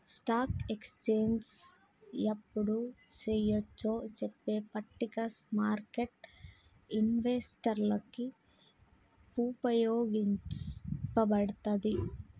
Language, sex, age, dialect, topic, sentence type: Telugu, female, 18-24, Telangana, banking, statement